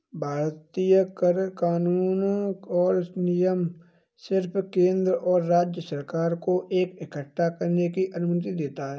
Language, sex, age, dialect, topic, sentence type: Hindi, male, 25-30, Kanauji Braj Bhasha, banking, statement